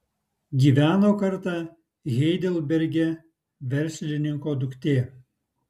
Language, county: Lithuanian, Utena